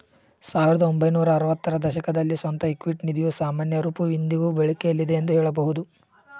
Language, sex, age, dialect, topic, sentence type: Kannada, male, 18-24, Mysore Kannada, banking, statement